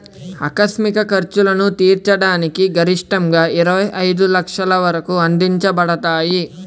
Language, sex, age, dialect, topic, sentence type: Telugu, male, 18-24, Central/Coastal, banking, statement